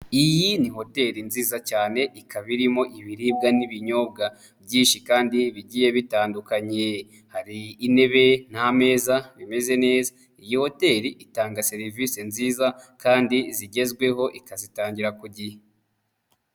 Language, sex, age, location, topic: Kinyarwanda, male, 25-35, Nyagatare, finance